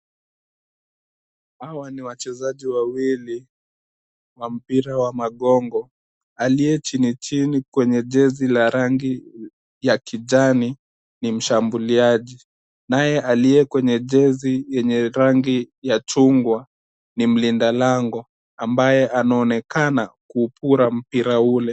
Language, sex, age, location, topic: Swahili, male, 18-24, Nairobi, education